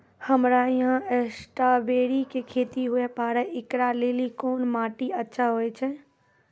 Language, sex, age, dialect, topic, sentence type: Maithili, female, 18-24, Angika, agriculture, question